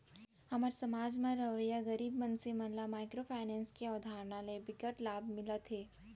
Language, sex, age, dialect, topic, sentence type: Chhattisgarhi, female, 18-24, Central, banking, statement